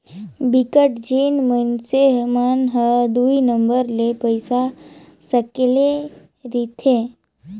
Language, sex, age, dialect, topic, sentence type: Chhattisgarhi, male, 18-24, Northern/Bhandar, banking, statement